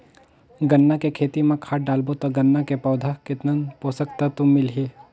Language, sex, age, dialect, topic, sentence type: Chhattisgarhi, male, 18-24, Northern/Bhandar, agriculture, question